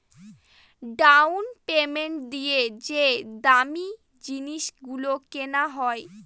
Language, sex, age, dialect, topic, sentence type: Bengali, female, 60-100, Northern/Varendri, banking, statement